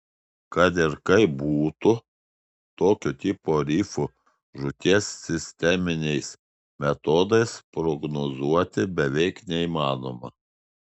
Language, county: Lithuanian, Šiauliai